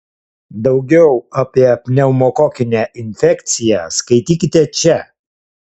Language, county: Lithuanian, Kaunas